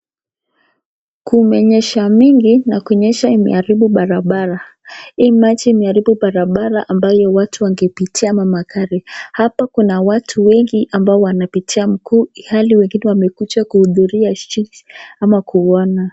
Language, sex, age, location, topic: Swahili, female, 25-35, Nakuru, health